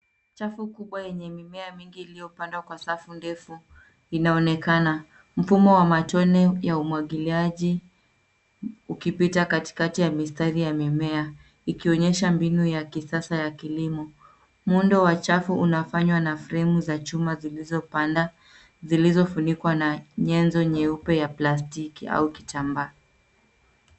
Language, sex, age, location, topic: Swahili, female, 25-35, Nairobi, agriculture